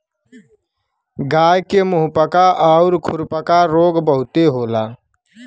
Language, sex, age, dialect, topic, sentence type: Bhojpuri, male, 18-24, Western, agriculture, statement